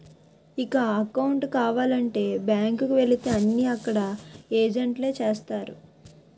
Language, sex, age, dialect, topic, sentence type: Telugu, female, 18-24, Utterandhra, banking, statement